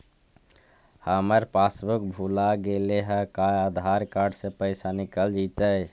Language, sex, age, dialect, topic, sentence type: Magahi, male, 51-55, Central/Standard, banking, question